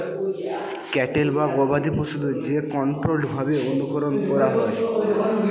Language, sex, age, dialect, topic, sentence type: Bengali, male, 18-24, Northern/Varendri, agriculture, statement